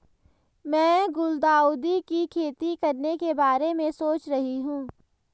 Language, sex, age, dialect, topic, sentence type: Hindi, male, 25-30, Hindustani Malvi Khadi Boli, agriculture, statement